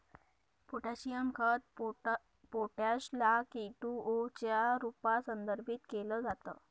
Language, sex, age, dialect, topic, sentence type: Marathi, male, 31-35, Northern Konkan, agriculture, statement